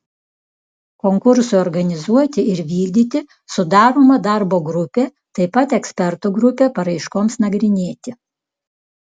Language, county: Lithuanian, Klaipėda